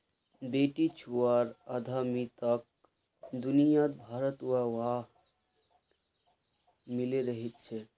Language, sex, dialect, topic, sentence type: Magahi, male, Northeastern/Surjapuri, banking, statement